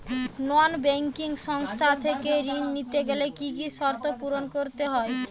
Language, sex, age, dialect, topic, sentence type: Bengali, female, 18-24, Western, banking, question